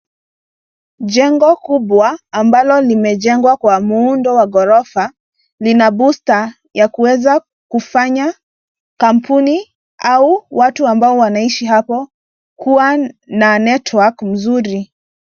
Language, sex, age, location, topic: Swahili, female, 25-35, Nairobi, finance